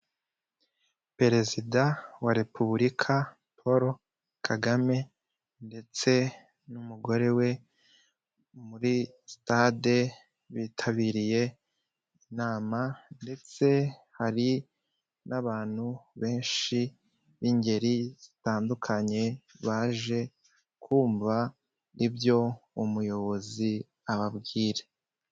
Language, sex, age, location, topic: Kinyarwanda, male, 25-35, Kigali, government